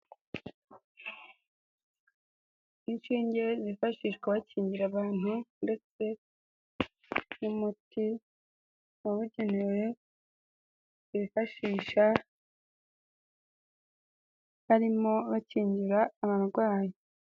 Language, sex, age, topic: Kinyarwanda, female, 18-24, health